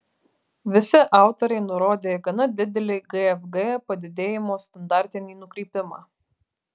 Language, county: Lithuanian, Kaunas